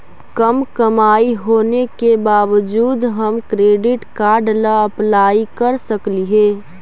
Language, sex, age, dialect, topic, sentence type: Magahi, female, 25-30, Central/Standard, banking, question